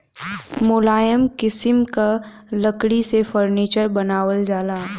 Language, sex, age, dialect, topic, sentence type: Bhojpuri, female, 18-24, Western, agriculture, statement